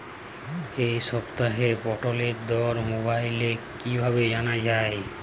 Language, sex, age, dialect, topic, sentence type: Bengali, male, 25-30, Jharkhandi, agriculture, question